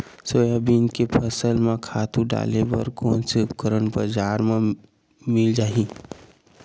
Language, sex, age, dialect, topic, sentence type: Chhattisgarhi, male, 46-50, Western/Budati/Khatahi, agriculture, question